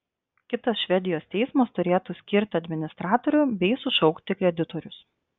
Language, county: Lithuanian, Klaipėda